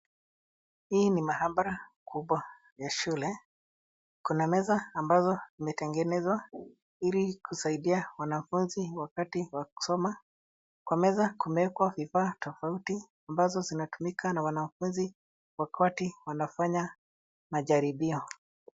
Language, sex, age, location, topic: Swahili, male, 50+, Nairobi, education